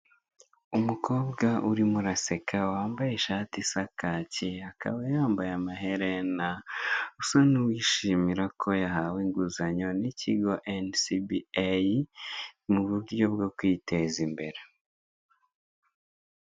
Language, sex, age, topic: Kinyarwanda, male, 18-24, finance